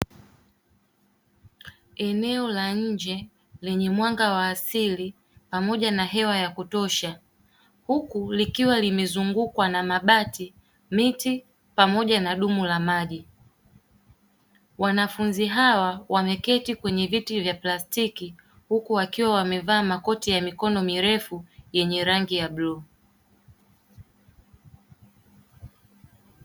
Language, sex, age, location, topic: Swahili, female, 18-24, Dar es Salaam, education